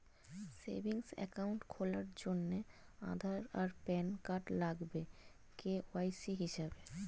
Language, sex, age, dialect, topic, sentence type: Bengali, female, 25-30, Standard Colloquial, banking, statement